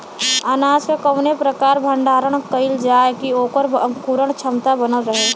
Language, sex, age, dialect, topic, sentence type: Bhojpuri, male, 18-24, Western, agriculture, question